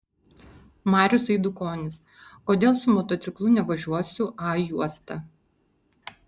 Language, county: Lithuanian, Vilnius